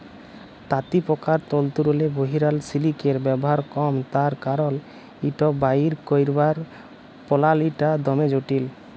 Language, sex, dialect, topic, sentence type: Bengali, male, Jharkhandi, agriculture, statement